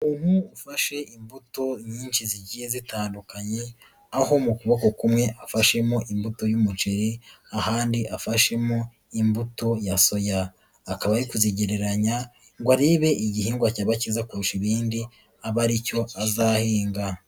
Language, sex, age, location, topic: Kinyarwanda, female, 18-24, Nyagatare, agriculture